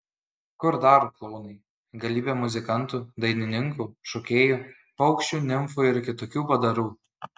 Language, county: Lithuanian, Kaunas